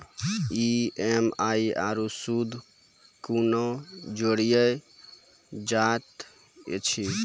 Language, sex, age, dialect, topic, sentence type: Maithili, male, 18-24, Angika, banking, question